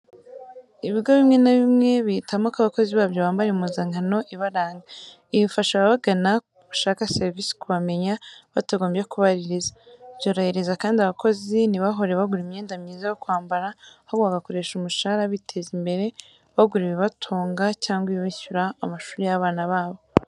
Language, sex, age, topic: Kinyarwanda, female, 18-24, education